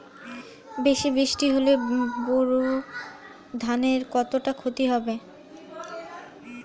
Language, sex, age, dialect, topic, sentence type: Bengali, female, 25-30, Standard Colloquial, agriculture, question